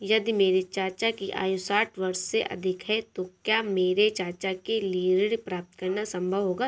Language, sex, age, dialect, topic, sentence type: Hindi, female, 18-24, Awadhi Bundeli, banking, statement